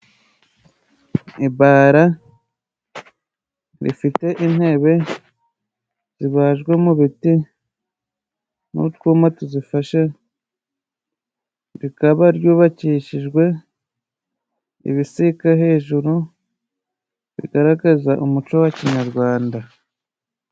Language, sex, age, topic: Kinyarwanda, male, 25-35, finance